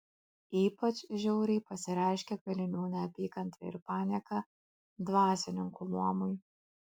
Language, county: Lithuanian, Kaunas